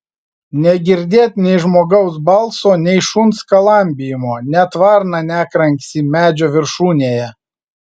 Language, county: Lithuanian, Vilnius